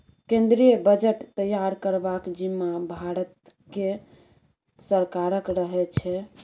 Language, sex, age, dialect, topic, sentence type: Maithili, female, 51-55, Bajjika, banking, statement